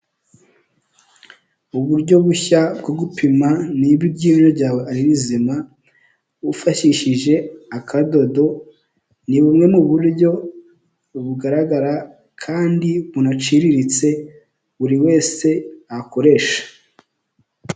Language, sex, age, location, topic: Kinyarwanda, male, 18-24, Huye, health